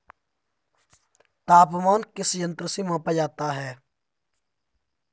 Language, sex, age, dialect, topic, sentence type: Hindi, male, 25-30, Kanauji Braj Bhasha, agriculture, question